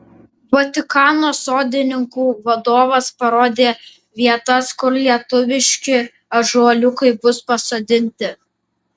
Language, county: Lithuanian, Vilnius